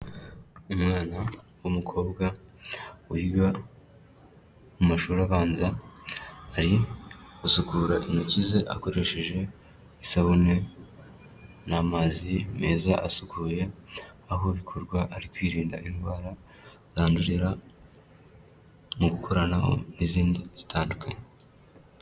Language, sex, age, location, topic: Kinyarwanda, male, 18-24, Kigali, health